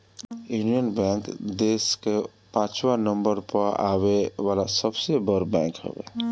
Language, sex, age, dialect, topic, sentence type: Bhojpuri, male, 36-40, Northern, banking, statement